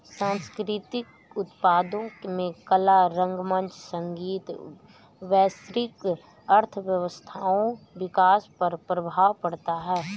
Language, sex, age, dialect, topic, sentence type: Hindi, female, 31-35, Awadhi Bundeli, banking, statement